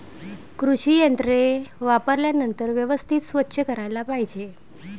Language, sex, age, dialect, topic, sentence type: Marathi, female, 25-30, Varhadi, agriculture, statement